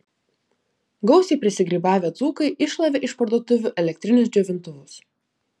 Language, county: Lithuanian, Klaipėda